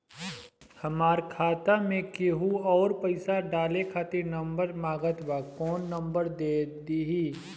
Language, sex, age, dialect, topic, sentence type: Bhojpuri, male, 25-30, Southern / Standard, banking, question